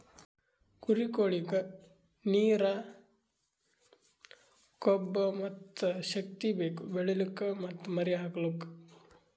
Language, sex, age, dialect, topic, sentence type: Kannada, male, 18-24, Northeastern, agriculture, statement